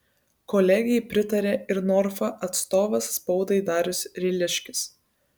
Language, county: Lithuanian, Kaunas